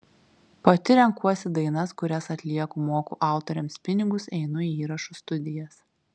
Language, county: Lithuanian, Kaunas